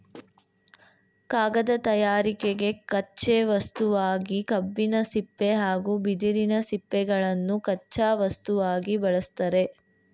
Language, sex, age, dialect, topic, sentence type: Kannada, female, 18-24, Mysore Kannada, agriculture, statement